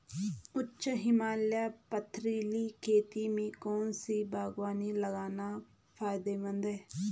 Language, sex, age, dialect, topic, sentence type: Hindi, female, 25-30, Garhwali, agriculture, question